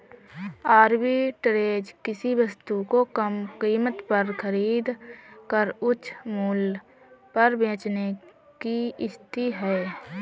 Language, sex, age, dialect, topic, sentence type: Hindi, female, 31-35, Marwari Dhudhari, banking, statement